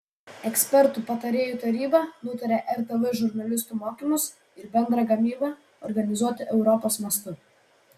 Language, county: Lithuanian, Vilnius